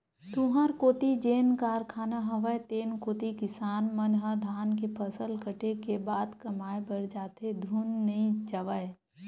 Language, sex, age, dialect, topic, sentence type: Chhattisgarhi, female, 18-24, Western/Budati/Khatahi, agriculture, statement